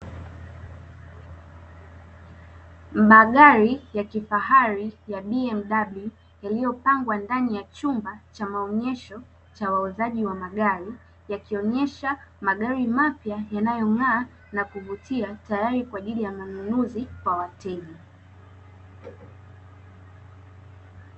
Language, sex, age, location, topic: Swahili, female, 18-24, Dar es Salaam, finance